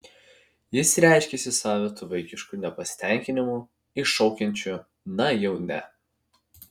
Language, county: Lithuanian, Vilnius